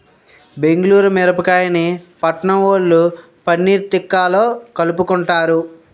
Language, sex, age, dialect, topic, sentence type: Telugu, male, 60-100, Utterandhra, agriculture, statement